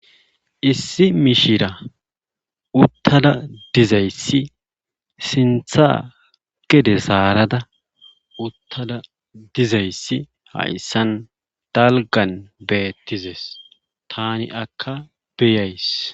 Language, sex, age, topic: Gamo, male, 25-35, government